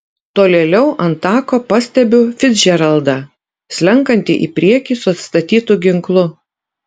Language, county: Lithuanian, Utena